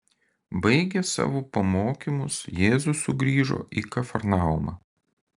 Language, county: Lithuanian, Klaipėda